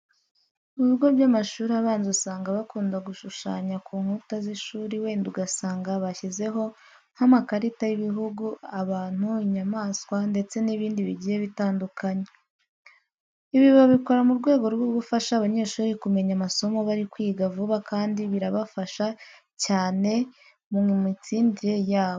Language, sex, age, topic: Kinyarwanda, female, 25-35, education